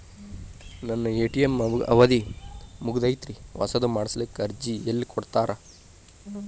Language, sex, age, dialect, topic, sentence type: Kannada, male, 25-30, Dharwad Kannada, banking, question